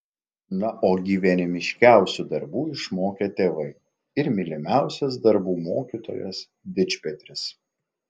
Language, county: Lithuanian, Klaipėda